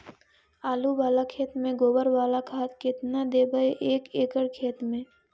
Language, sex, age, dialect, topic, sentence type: Magahi, female, 18-24, Central/Standard, agriculture, question